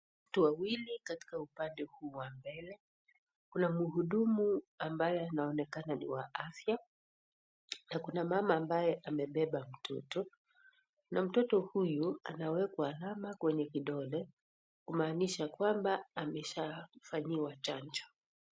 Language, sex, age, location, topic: Swahili, female, 36-49, Kisii, health